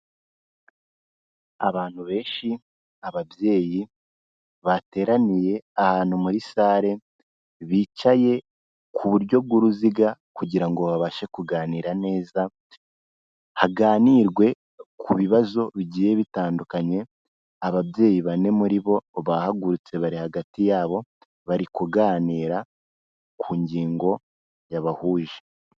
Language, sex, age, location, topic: Kinyarwanda, male, 18-24, Kigali, health